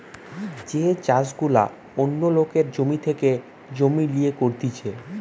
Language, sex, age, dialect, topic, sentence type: Bengali, female, 25-30, Western, agriculture, statement